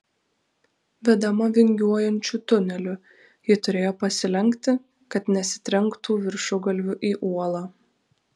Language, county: Lithuanian, Vilnius